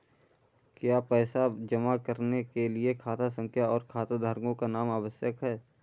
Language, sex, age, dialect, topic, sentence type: Hindi, male, 41-45, Awadhi Bundeli, banking, question